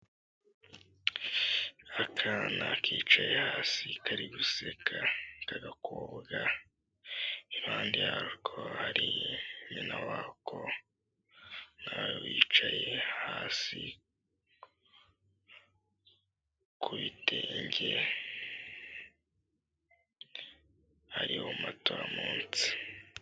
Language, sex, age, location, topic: Kinyarwanda, male, 18-24, Kigali, health